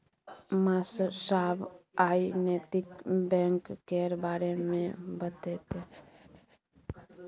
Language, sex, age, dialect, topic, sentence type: Maithili, female, 51-55, Bajjika, banking, statement